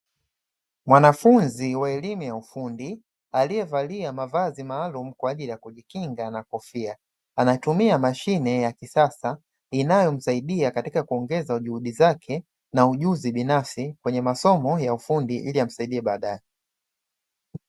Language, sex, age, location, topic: Swahili, male, 25-35, Dar es Salaam, education